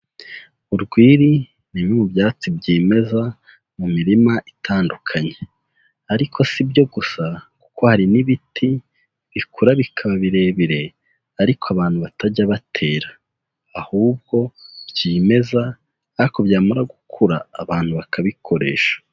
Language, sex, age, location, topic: Kinyarwanda, male, 18-24, Huye, agriculture